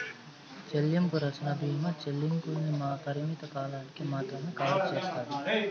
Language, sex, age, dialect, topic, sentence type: Telugu, male, 18-24, Southern, banking, statement